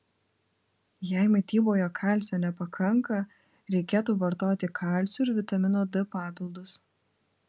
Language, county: Lithuanian, Vilnius